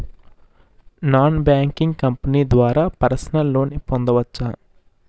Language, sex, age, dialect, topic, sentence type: Telugu, male, 41-45, Utterandhra, banking, question